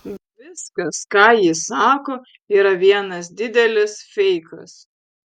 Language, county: Lithuanian, Vilnius